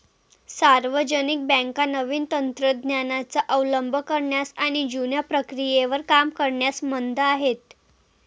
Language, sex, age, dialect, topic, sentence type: Marathi, female, 18-24, Varhadi, banking, statement